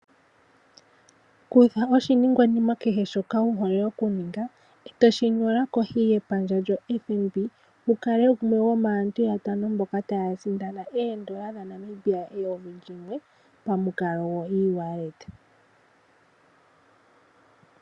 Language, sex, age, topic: Oshiwambo, female, 18-24, finance